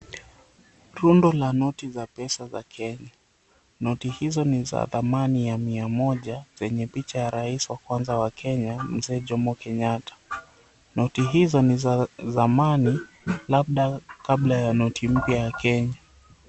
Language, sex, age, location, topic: Swahili, male, 25-35, Mombasa, finance